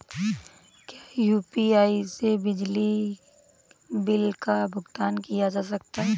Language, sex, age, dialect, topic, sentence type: Hindi, female, 18-24, Awadhi Bundeli, banking, question